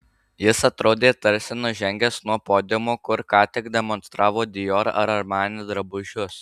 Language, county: Lithuanian, Marijampolė